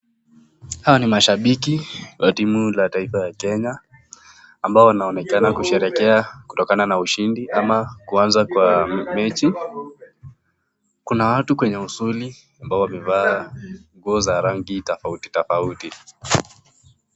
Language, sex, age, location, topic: Swahili, male, 18-24, Nakuru, government